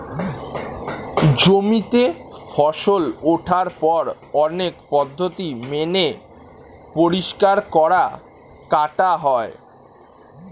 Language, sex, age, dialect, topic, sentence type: Bengali, male, <18, Standard Colloquial, agriculture, statement